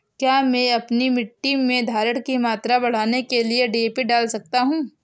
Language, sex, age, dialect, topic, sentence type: Hindi, female, 18-24, Awadhi Bundeli, agriculture, question